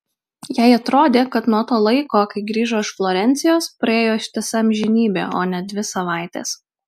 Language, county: Lithuanian, Marijampolė